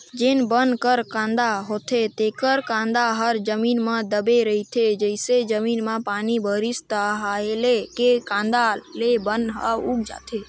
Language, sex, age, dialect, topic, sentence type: Chhattisgarhi, male, 25-30, Northern/Bhandar, agriculture, statement